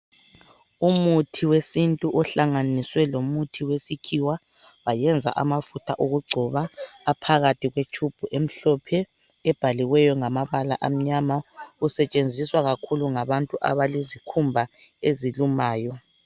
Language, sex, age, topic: North Ndebele, female, 25-35, health